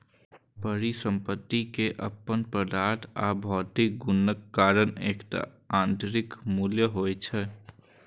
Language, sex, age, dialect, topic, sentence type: Maithili, male, 18-24, Eastern / Thethi, banking, statement